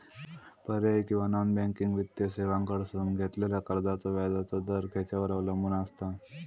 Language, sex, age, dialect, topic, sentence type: Marathi, male, 18-24, Southern Konkan, banking, question